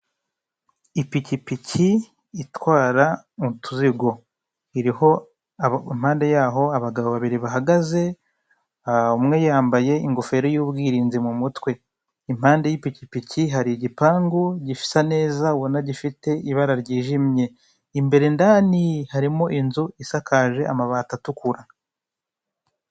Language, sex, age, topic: Kinyarwanda, male, 25-35, finance